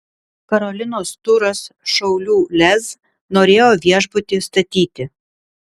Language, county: Lithuanian, Vilnius